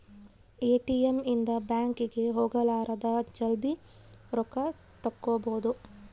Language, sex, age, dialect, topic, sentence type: Kannada, female, 25-30, Central, banking, statement